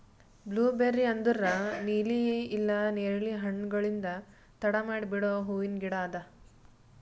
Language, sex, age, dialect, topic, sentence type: Kannada, female, 18-24, Northeastern, agriculture, statement